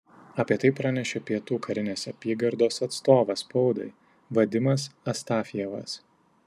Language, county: Lithuanian, Tauragė